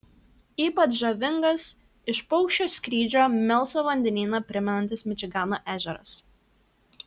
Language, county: Lithuanian, Kaunas